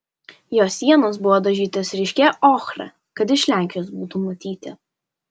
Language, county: Lithuanian, Alytus